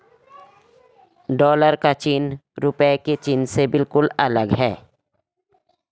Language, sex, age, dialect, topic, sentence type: Hindi, female, 56-60, Garhwali, banking, statement